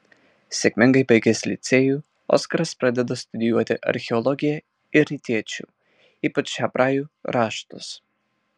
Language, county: Lithuanian, Marijampolė